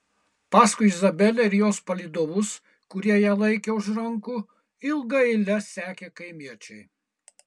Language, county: Lithuanian, Kaunas